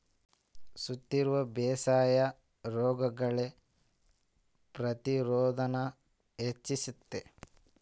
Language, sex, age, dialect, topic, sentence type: Kannada, male, 25-30, Central, agriculture, statement